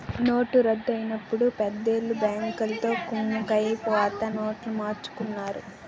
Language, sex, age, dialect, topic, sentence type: Telugu, female, 18-24, Utterandhra, banking, statement